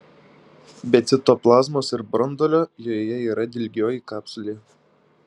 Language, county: Lithuanian, Šiauliai